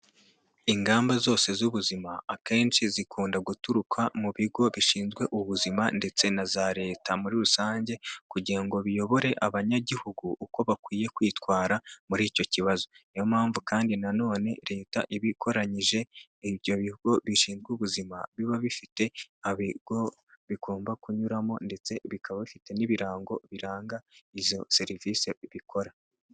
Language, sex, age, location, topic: Kinyarwanda, male, 18-24, Kigali, health